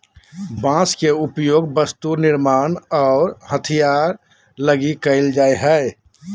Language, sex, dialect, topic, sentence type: Magahi, male, Southern, agriculture, statement